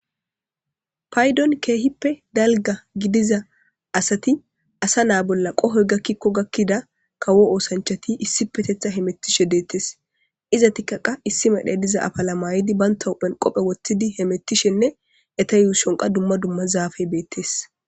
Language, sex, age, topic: Gamo, male, 18-24, government